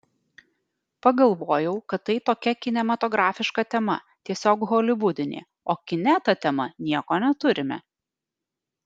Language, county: Lithuanian, Alytus